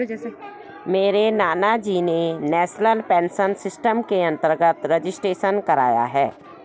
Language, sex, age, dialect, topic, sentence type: Hindi, female, 56-60, Garhwali, banking, statement